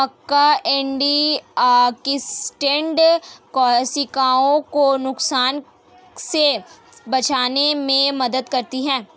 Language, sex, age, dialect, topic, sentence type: Hindi, female, 18-24, Hindustani Malvi Khadi Boli, agriculture, statement